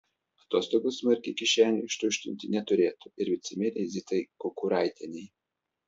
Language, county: Lithuanian, Telšiai